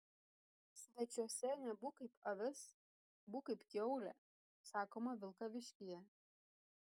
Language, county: Lithuanian, Šiauliai